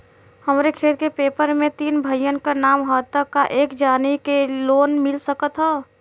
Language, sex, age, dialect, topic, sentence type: Bhojpuri, female, 18-24, Western, banking, question